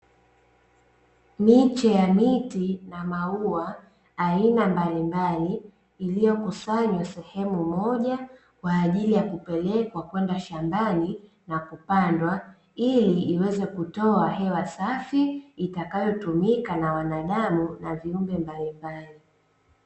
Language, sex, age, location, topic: Swahili, female, 25-35, Dar es Salaam, agriculture